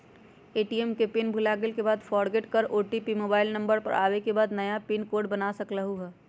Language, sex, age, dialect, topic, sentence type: Magahi, female, 31-35, Western, banking, question